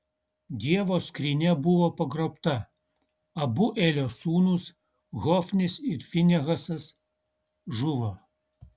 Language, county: Lithuanian, Utena